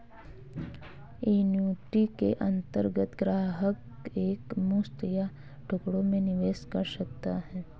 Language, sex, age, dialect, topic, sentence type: Hindi, female, 18-24, Marwari Dhudhari, banking, statement